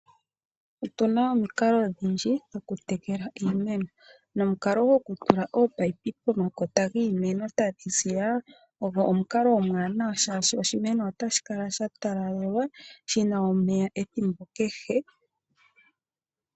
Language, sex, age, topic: Oshiwambo, female, 25-35, agriculture